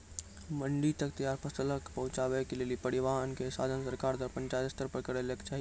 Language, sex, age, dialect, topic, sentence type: Maithili, male, 18-24, Angika, agriculture, question